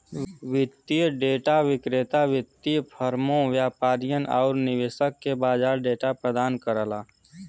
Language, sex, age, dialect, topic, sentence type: Bhojpuri, male, 18-24, Western, banking, statement